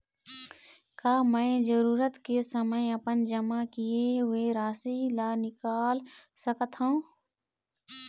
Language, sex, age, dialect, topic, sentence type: Chhattisgarhi, female, 18-24, Eastern, banking, question